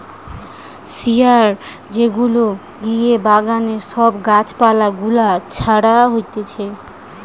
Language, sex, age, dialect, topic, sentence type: Bengali, female, 18-24, Western, agriculture, statement